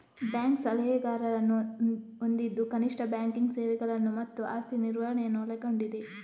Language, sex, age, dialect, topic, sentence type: Kannada, female, 18-24, Coastal/Dakshin, banking, statement